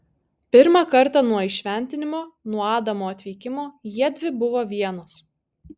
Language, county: Lithuanian, Kaunas